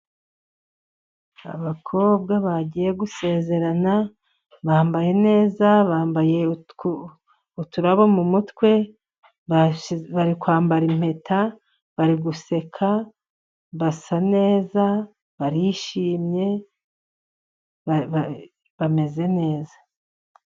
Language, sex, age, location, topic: Kinyarwanda, female, 50+, Musanze, government